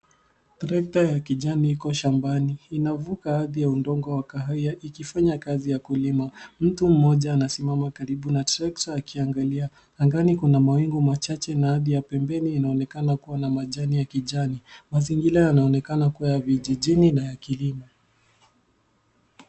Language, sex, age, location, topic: Swahili, male, 18-24, Nairobi, agriculture